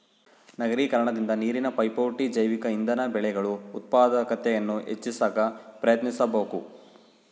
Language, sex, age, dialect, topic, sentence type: Kannada, male, 25-30, Central, agriculture, statement